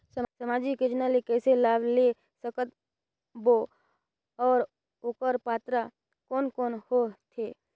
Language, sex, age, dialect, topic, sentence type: Chhattisgarhi, female, 25-30, Northern/Bhandar, banking, question